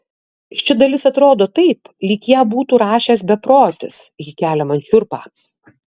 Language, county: Lithuanian, Kaunas